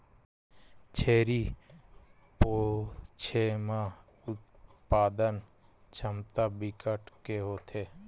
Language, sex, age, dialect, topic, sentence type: Chhattisgarhi, male, 31-35, Western/Budati/Khatahi, agriculture, statement